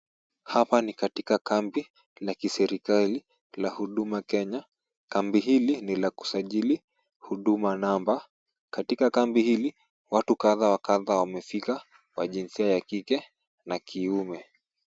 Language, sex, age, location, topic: Swahili, female, 25-35, Kisumu, government